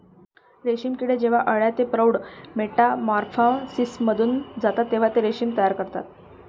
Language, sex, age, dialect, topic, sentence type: Marathi, female, 31-35, Varhadi, agriculture, statement